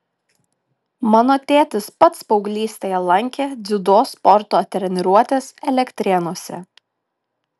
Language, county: Lithuanian, Šiauliai